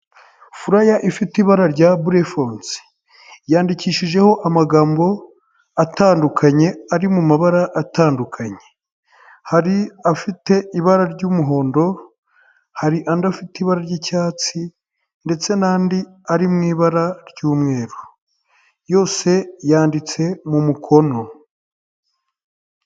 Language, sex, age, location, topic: Kinyarwanda, male, 18-24, Huye, health